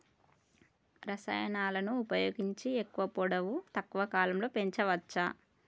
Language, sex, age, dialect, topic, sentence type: Telugu, female, 41-45, Telangana, agriculture, question